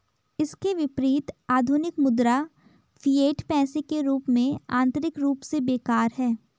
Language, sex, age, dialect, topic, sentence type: Hindi, female, 18-24, Garhwali, banking, statement